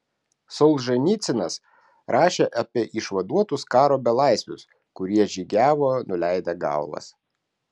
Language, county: Lithuanian, Klaipėda